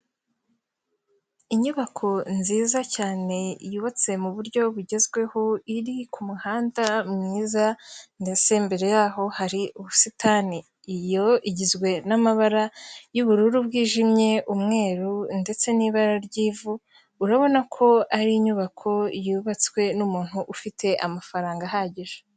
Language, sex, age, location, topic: Kinyarwanda, female, 18-24, Kigali, health